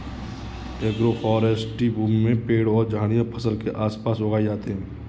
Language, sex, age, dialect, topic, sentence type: Hindi, male, 25-30, Kanauji Braj Bhasha, agriculture, statement